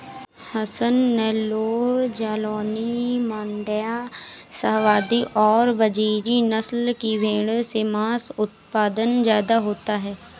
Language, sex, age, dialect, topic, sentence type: Hindi, female, 18-24, Awadhi Bundeli, agriculture, statement